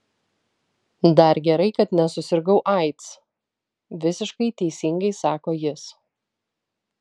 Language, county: Lithuanian, Vilnius